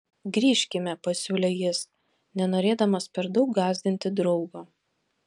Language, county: Lithuanian, Panevėžys